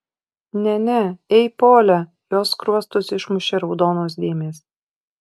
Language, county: Lithuanian, Utena